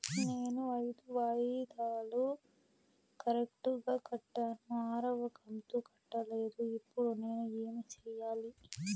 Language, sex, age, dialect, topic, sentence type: Telugu, female, 18-24, Southern, banking, question